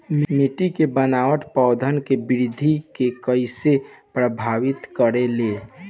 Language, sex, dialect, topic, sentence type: Bhojpuri, male, Southern / Standard, agriculture, statement